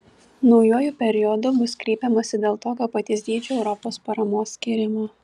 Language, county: Lithuanian, Vilnius